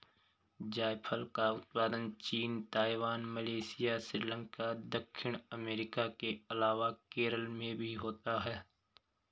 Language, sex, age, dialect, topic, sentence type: Hindi, male, 25-30, Garhwali, agriculture, statement